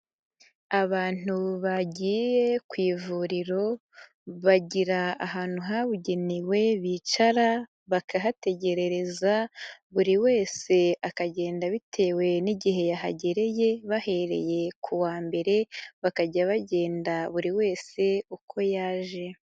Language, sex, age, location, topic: Kinyarwanda, female, 18-24, Nyagatare, health